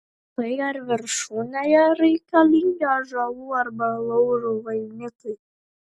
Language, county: Lithuanian, Šiauliai